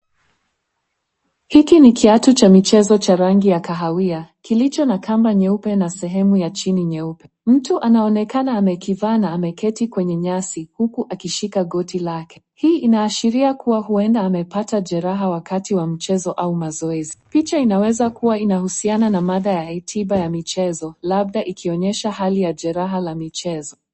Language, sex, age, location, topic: Swahili, female, 18-24, Nairobi, health